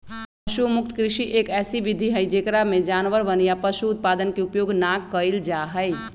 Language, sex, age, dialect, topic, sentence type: Magahi, male, 18-24, Western, agriculture, statement